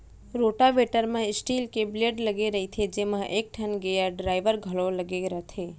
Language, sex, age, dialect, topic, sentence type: Chhattisgarhi, female, 31-35, Central, agriculture, statement